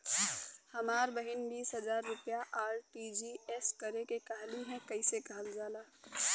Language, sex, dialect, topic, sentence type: Bhojpuri, female, Western, banking, question